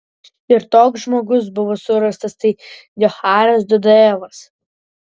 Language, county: Lithuanian, Vilnius